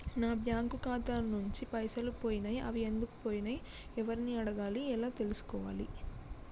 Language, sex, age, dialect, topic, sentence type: Telugu, male, 18-24, Telangana, banking, question